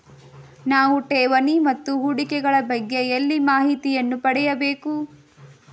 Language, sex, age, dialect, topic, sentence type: Kannada, female, 18-24, Mysore Kannada, banking, question